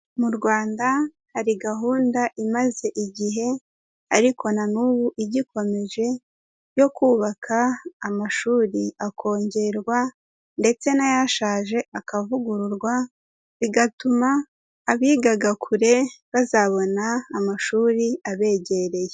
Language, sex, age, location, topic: Kinyarwanda, female, 18-24, Kigali, education